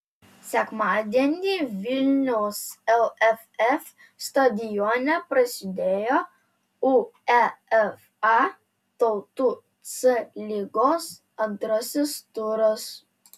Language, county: Lithuanian, Telšiai